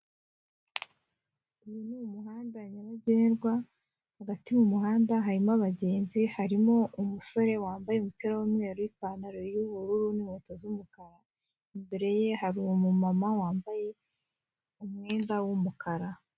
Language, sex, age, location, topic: Kinyarwanda, female, 25-35, Kigali, government